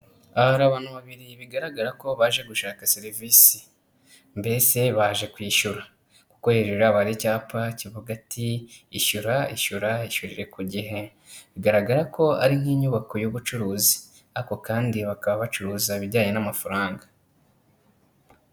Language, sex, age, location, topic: Kinyarwanda, male, 25-35, Kigali, finance